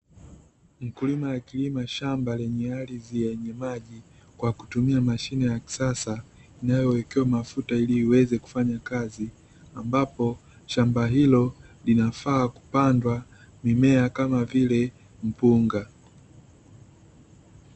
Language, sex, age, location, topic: Swahili, male, 25-35, Dar es Salaam, agriculture